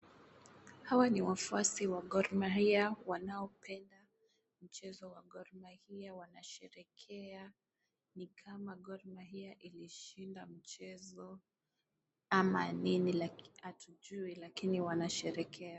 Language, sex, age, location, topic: Swahili, female, 18-24, Kisumu, government